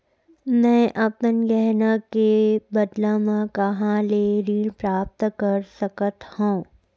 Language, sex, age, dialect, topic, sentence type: Chhattisgarhi, female, 56-60, Central, banking, statement